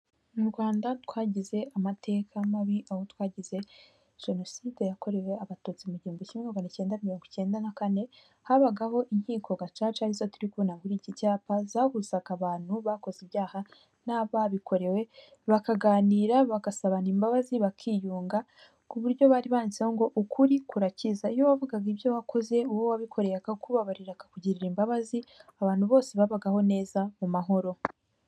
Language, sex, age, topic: Kinyarwanda, female, 18-24, government